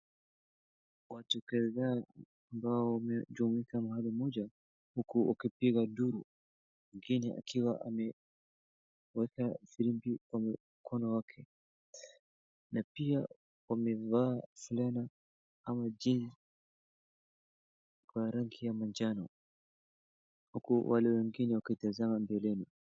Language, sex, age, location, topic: Swahili, male, 18-24, Wajir, government